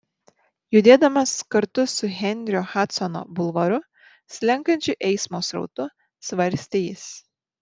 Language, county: Lithuanian, Marijampolė